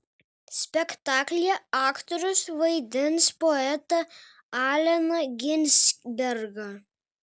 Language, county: Lithuanian, Kaunas